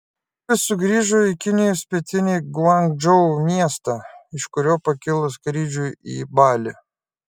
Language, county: Lithuanian, Klaipėda